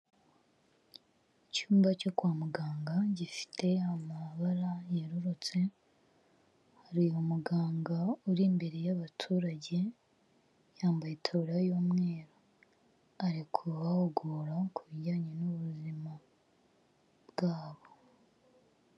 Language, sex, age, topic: Kinyarwanda, female, 25-35, health